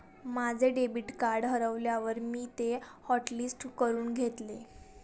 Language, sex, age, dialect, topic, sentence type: Marathi, female, 18-24, Standard Marathi, banking, statement